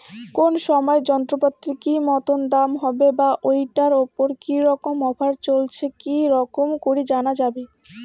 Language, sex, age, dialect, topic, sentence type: Bengali, female, 60-100, Rajbangshi, agriculture, question